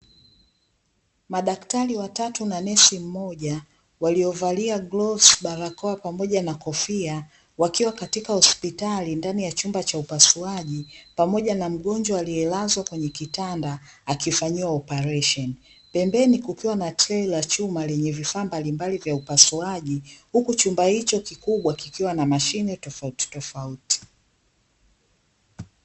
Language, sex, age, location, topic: Swahili, female, 25-35, Dar es Salaam, health